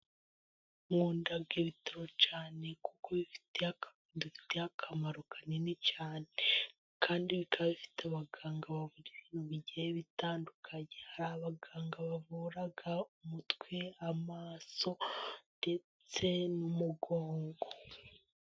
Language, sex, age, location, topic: Kinyarwanda, female, 18-24, Musanze, health